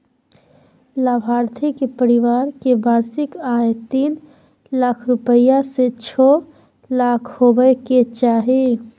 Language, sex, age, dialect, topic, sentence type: Magahi, female, 25-30, Southern, banking, statement